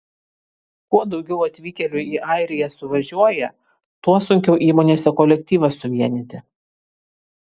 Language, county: Lithuanian, Kaunas